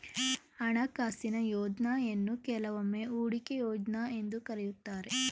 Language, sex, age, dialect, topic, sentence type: Kannada, female, 18-24, Mysore Kannada, banking, statement